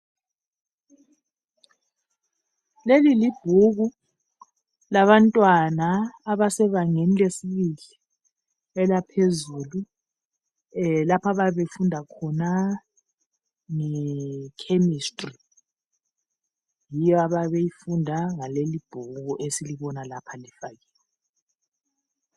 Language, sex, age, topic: North Ndebele, female, 36-49, education